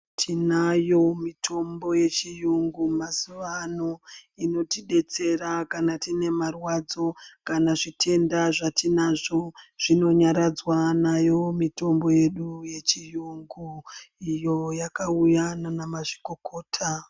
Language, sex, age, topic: Ndau, female, 36-49, health